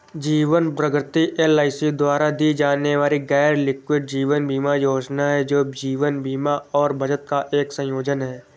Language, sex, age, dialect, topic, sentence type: Hindi, male, 46-50, Awadhi Bundeli, banking, statement